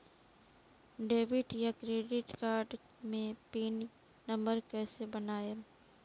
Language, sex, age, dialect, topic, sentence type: Bhojpuri, female, 18-24, Southern / Standard, banking, question